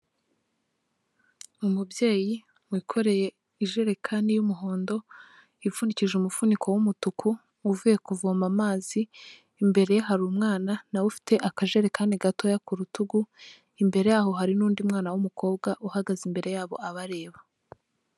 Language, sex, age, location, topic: Kinyarwanda, female, 18-24, Kigali, health